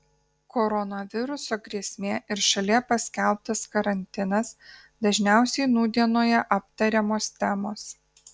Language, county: Lithuanian, Kaunas